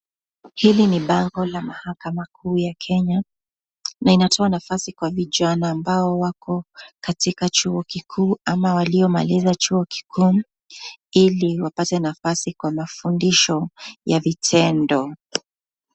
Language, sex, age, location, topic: Swahili, female, 25-35, Nakuru, government